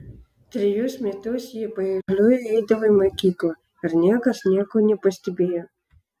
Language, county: Lithuanian, Klaipėda